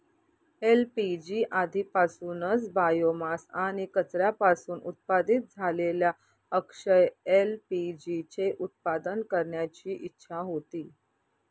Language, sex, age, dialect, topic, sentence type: Marathi, female, 31-35, Northern Konkan, agriculture, statement